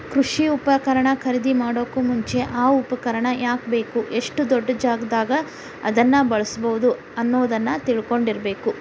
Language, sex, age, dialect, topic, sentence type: Kannada, female, 31-35, Dharwad Kannada, agriculture, statement